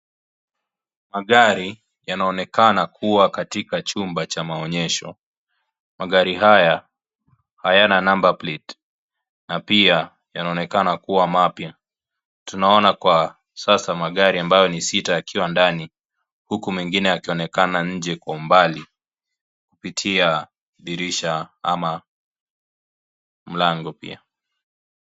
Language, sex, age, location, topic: Swahili, male, 25-35, Kisii, finance